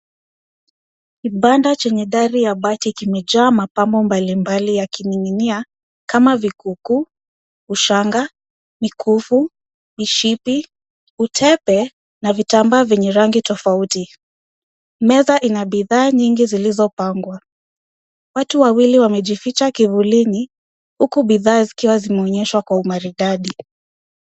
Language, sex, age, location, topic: Swahili, female, 18-24, Nairobi, finance